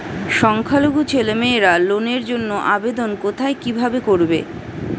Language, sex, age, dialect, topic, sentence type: Bengali, female, 31-35, Standard Colloquial, banking, question